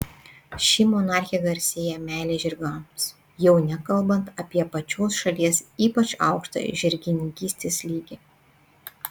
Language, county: Lithuanian, Panevėžys